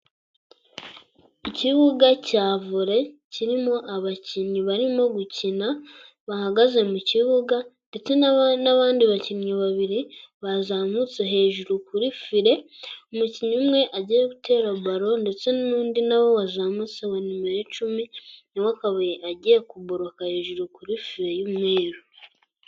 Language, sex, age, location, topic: Kinyarwanda, female, 18-24, Gakenke, government